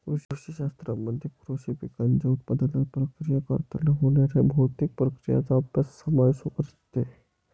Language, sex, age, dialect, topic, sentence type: Marathi, male, 18-24, Varhadi, agriculture, statement